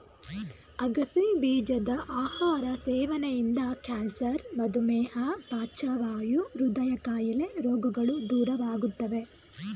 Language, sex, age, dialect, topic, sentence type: Kannada, female, 18-24, Mysore Kannada, agriculture, statement